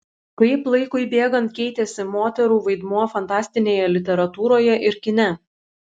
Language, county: Lithuanian, Šiauliai